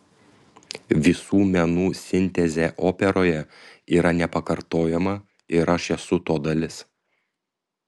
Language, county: Lithuanian, Panevėžys